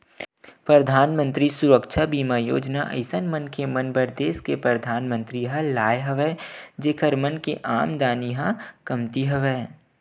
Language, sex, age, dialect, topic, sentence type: Chhattisgarhi, male, 18-24, Western/Budati/Khatahi, banking, statement